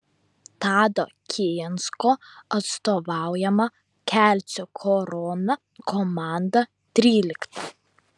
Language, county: Lithuanian, Vilnius